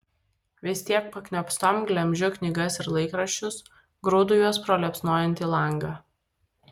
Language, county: Lithuanian, Vilnius